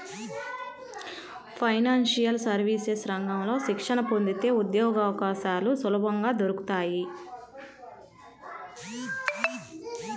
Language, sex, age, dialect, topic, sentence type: Telugu, female, 25-30, Central/Coastal, banking, statement